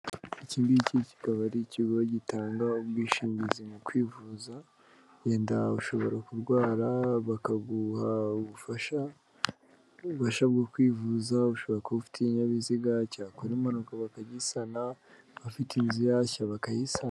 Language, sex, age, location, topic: Kinyarwanda, female, 18-24, Kigali, finance